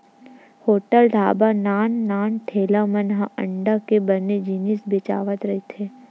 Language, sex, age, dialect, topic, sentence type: Chhattisgarhi, female, 60-100, Western/Budati/Khatahi, agriculture, statement